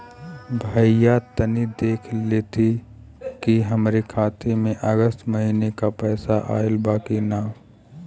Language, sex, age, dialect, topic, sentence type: Bhojpuri, male, 18-24, Western, banking, question